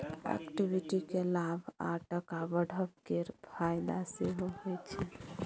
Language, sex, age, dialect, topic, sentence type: Maithili, female, 51-55, Bajjika, banking, statement